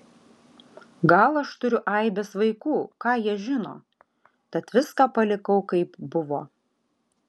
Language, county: Lithuanian, Alytus